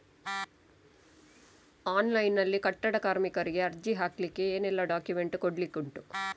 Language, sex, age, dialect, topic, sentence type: Kannada, female, 25-30, Coastal/Dakshin, banking, question